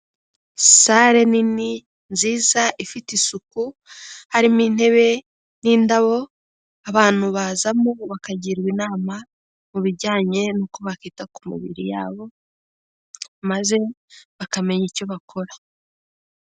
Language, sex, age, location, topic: Kinyarwanda, female, 18-24, Kigali, health